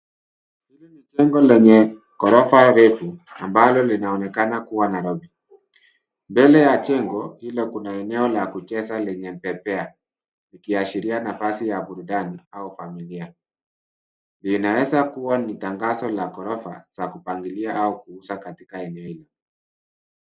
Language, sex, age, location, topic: Swahili, male, 50+, Nairobi, finance